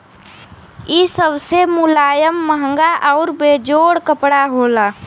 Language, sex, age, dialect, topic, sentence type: Bhojpuri, female, <18, Western, agriculture, statement